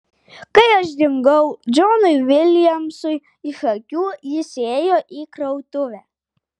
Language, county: Lithuanian, Vilnius